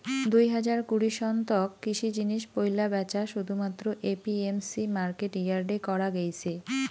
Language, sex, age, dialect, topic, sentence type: Bengali, female, 25-30, Rajbangshi, agriculture, statement